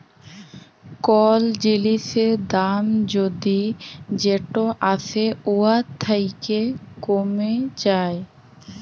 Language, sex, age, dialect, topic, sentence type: Bengali, female, 18-24, Jharkhandi, banking, statement